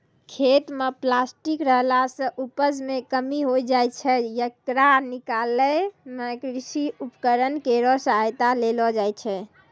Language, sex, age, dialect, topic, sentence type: Maithili, female, 18-24, Angika, agriculture, statement